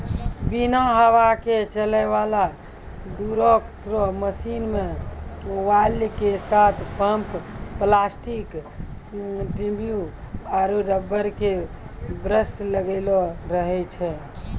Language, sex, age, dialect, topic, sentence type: Maithili, male, 60-100, Angika, agriculture, statement